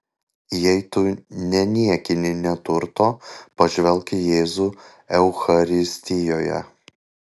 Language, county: Lithuanian, Panevėžys